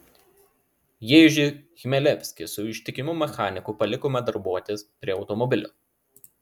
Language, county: Lithuanian, Klaipėda